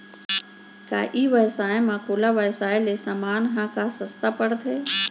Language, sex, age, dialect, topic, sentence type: Chhattisgarhi, female, 41-45, Central, agriculture, question